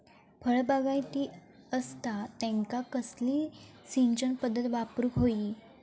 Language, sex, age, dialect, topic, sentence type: Marathi, female, 18-24, Southern Konkan, agriculture, question